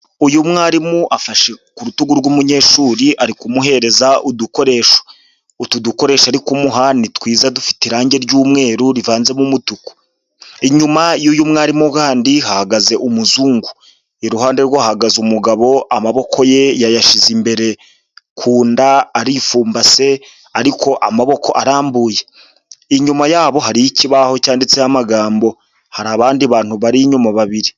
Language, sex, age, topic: Kinyarwanda, male, 25-35, health